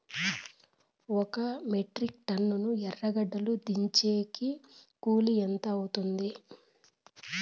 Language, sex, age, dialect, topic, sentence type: Telugu, female, 41-45, Southern, agriculture, question